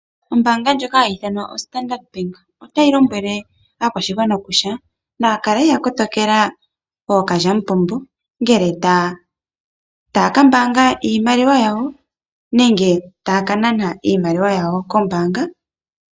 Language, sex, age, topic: Oshiwambo, female, 25-35, finance